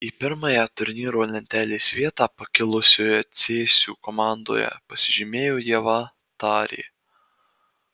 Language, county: Lithuanian, Marijampolė